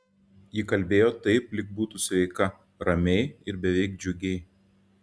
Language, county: Lithuanian, Šiauliai